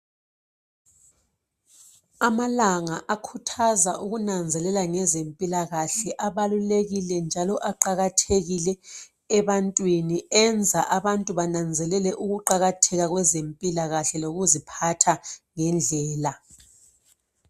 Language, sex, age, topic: North Ndebele, female, 36-49, health